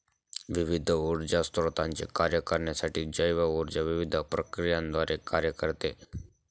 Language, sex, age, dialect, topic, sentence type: Marathi, male, 18-24, Northern Konkan, agriculture, statement